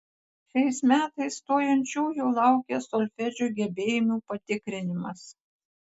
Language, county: Lithuanian, Kaunas